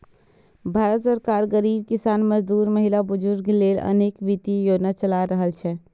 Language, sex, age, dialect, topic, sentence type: Maithili, female, 18-24, Eastern / Thethi, banking, statement